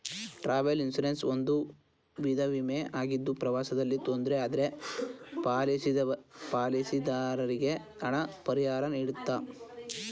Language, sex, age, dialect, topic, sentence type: Kannada, male, 18-24, Mysore Kannada, banking, statement